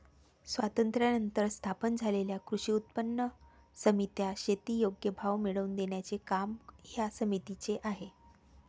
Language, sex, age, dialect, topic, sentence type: Marathi, female, 36-40, Varhadi, agriculture, statement